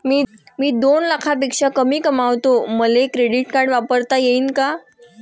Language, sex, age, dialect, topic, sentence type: Marathi, female, 18-24, Varhadi, banking, question